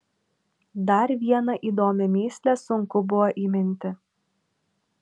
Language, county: Lithuanian, Vilnius